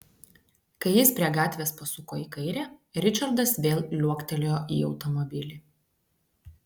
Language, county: Lithuanian, Klaipėda